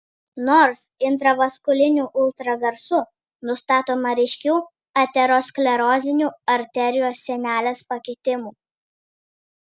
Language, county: Lithuanian, Vilnius